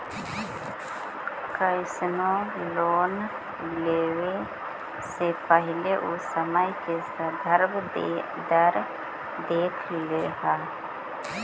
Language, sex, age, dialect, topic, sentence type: Magahi, female, 60-100, Central/Standard, agriculture, statement